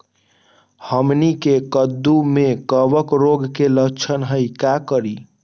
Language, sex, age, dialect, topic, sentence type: Magahi, male, 18-24, Western, agriculture, question